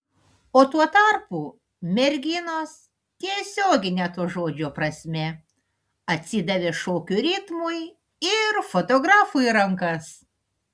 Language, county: Lithuanian, Panevėžys